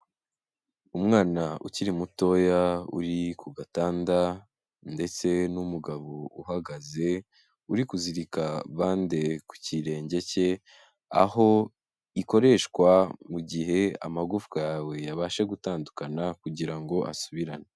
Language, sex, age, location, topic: Kinyarwanda, male, 18-24, Kigali, health